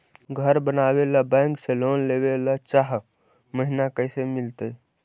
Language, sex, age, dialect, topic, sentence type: Magahi, male, 18-24, Central/Standard, banking, question